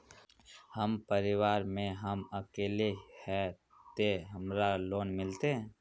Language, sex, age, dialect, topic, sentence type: Magahi, male, 18-24, Northeastern/Surjapuri, banking, question